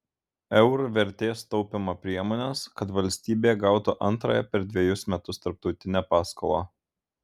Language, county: Lithuanian, Šiauliai